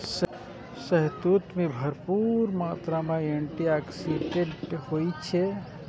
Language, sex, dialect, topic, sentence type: Maithili, male, Eastern / Thethi, agriculture, statement